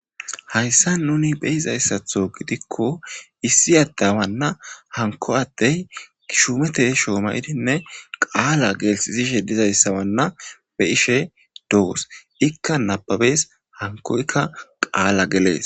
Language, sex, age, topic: Gamo, female, 18-24, government